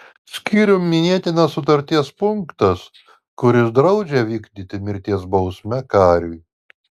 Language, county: Lithuanian, Alytus